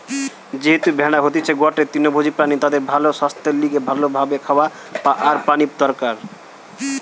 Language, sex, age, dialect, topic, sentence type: Bengali, male, 18-24, Western, agriculture, statement